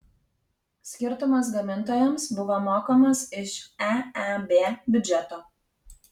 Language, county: Lithuanian, Kaunas